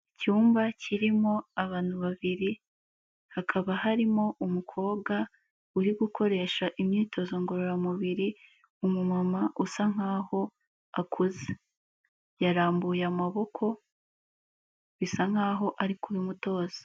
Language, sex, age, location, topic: Kinyarwanda, female, 25-35, Kigali, health